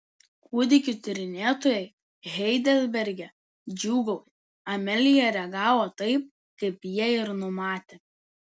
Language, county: Lithuanian, Telšiai